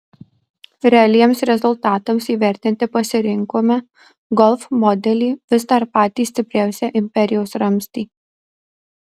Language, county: Lithuanian, Marijampolė